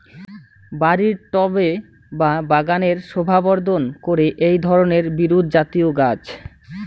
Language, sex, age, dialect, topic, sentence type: Bengali, male, 25-30, Rajbangshi, agriculture, question